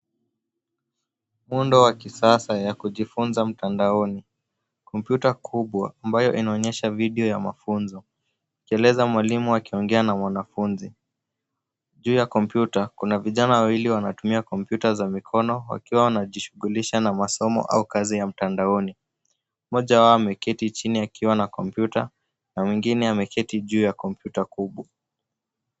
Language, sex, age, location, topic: Swahili, male, 18-24, Nairobi, education